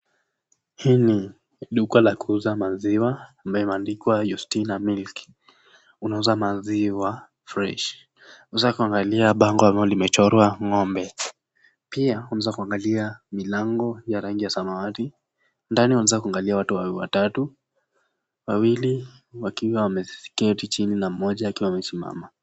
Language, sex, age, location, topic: Swahili, male, 18-24, Nakuru, finance